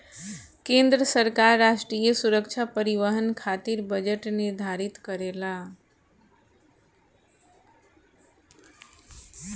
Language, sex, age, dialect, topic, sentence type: Bhojpuri, female, 41-45, Southern / Standard, banking, statement